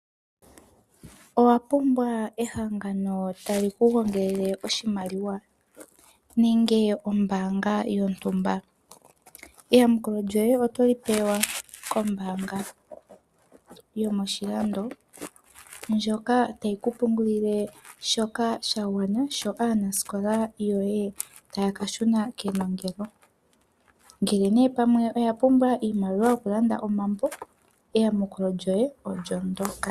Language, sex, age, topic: Oshiwambo, female, 18-24, finance